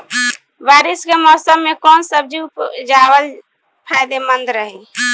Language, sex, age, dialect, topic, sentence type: Bhojpuri, female, 25-30, Southern / Standard, agriculture, question